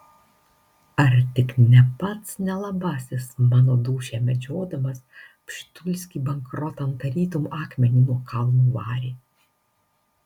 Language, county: Lithuanian, Marijampolė